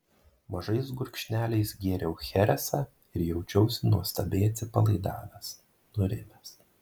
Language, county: Lithuanian, Marijampolė